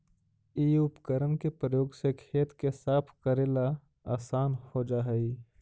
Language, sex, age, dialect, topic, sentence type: Magahi, male, 25-30, Central/Standard, banking, statement